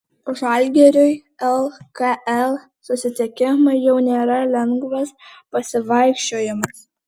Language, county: Lithuanian, Alytus